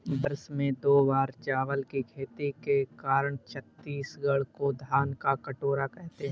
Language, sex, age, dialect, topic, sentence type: Hindi, male, 18-24, Marwari Dhudhari, agriculture, statement